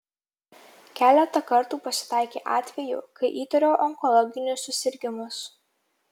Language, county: Lithuanian, Marijampolė